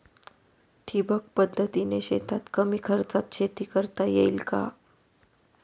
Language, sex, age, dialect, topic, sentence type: Marathi, female, 31-35, Northern Konkan, agriculture, question